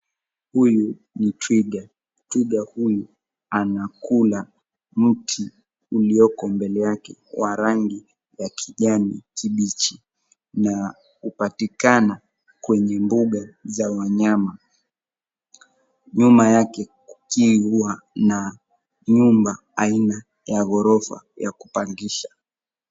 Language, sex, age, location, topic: Swahili, male, 18-24, Nairobi, government